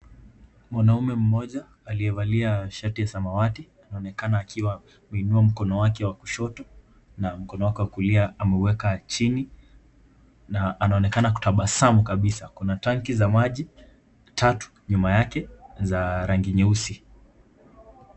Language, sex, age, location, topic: Swahili, male, 18-24, Kisumu, health